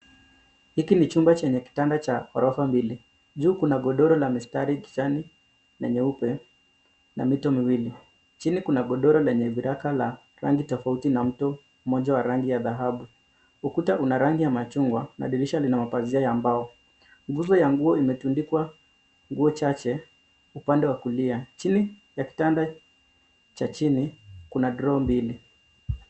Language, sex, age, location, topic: Swahili, male, 25-35, Nairobi, education